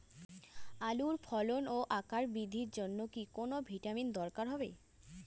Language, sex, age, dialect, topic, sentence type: Bengali, female, 18-24, Rajbangshi, agriculture, question